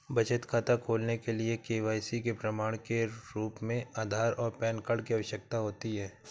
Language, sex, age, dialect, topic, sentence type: Hindi, female, 31-35, Awadhi Bundeli, banking, statement